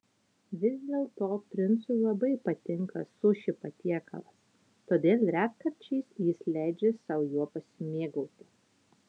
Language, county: Lithuanian, Utena